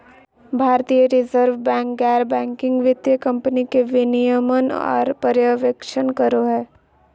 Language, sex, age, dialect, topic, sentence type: Magahi, male, 18-24, Southern, banking, statement